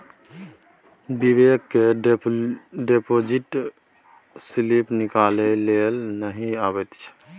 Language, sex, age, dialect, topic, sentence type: Maithili, male, 18-24, Bajjika, banking, statement